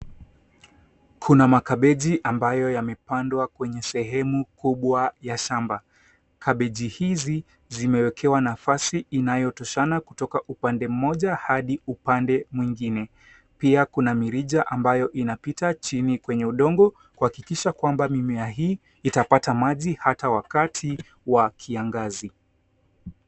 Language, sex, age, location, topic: Swahili, male, 18-24, Nairobi, agriculture